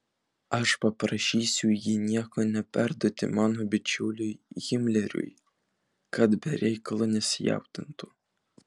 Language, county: Lithuanian, Vilnius